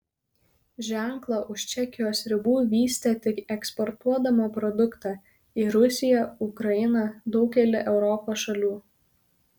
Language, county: Lithuanian, Kaunas